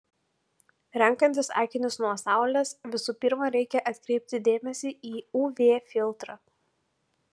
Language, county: Lithuanian, Panevėžys